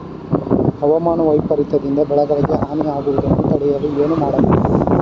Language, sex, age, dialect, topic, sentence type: Kannada, male, 41-45, Mysore Kannada, agriculture, question